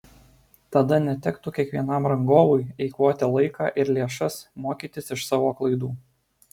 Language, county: Lithuanian, Alytus